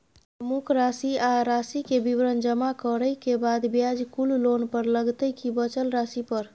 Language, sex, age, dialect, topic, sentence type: Maithili, female, 25-30, Bajjika, banking, question